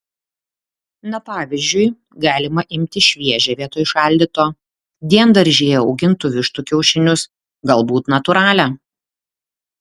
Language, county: Lithuanian, Klaipėda